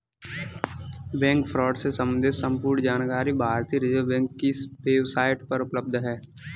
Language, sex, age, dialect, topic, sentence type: Hindi, male, 18-24, Kanauji Braj Bhasha, banking, statement